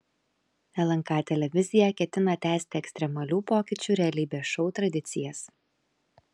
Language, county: Lithuanian, Kaunas